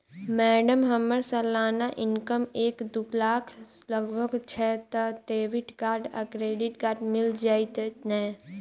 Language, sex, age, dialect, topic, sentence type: Maithili, female, 18-24, Southern/Standard, banking, question